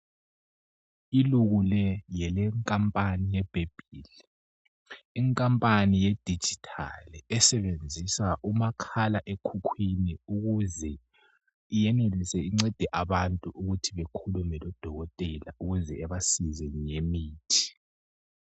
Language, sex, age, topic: North Ndebele, male, 18-24, health